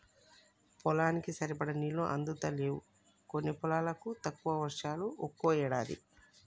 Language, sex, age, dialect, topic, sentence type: Telugu, female, 36-40, Telangana, agriculture, statement